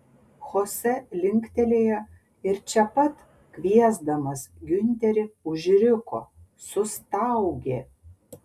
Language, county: Lithuanian, Panevėžys